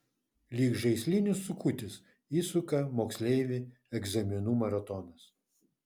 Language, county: Lithuanian, Vilnius